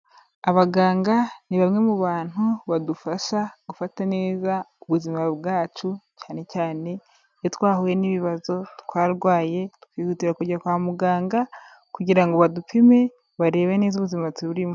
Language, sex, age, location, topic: Kinyarwanda, female, 25-35, Kigali, health